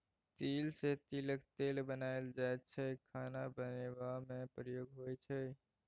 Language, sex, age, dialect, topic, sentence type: Maithili, male, 18-24, Bajjika, agriculture, statement